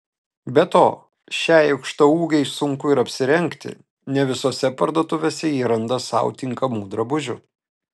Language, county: Lithuanian, Telšiai